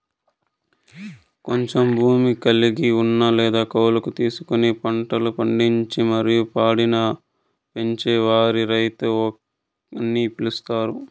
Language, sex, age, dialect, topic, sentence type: Telugu, male, 51-55, Southern, agriculture, statement